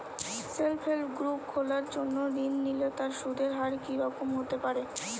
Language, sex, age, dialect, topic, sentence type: Bengali, female, 25-30, Northern/Varendri, banking, question